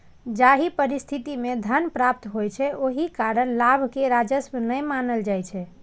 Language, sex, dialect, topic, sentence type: Maithili, female, Eastern / Thethi, banking, statement